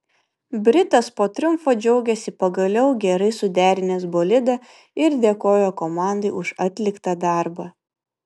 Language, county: Lithuanian, Vilnius